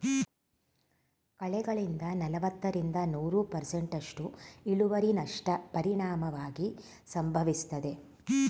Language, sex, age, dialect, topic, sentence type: Kannada, female, 46-50, Mysore Kannada, agriculture, statement